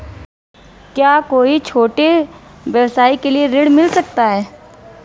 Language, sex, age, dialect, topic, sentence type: Hindi, female, 36-40, Marwari Dhudhari, banking, question